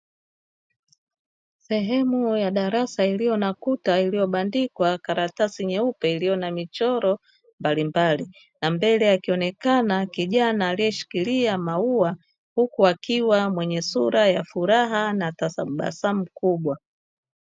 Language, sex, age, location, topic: Swahili, female, 50+, Dar es Salaam, education